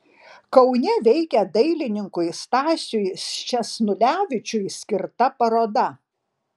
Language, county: Lithuanian, Panevėžys